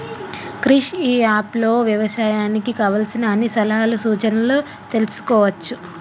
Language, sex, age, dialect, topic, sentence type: Telugu, female, 25-30, Telangana, agriculture, statement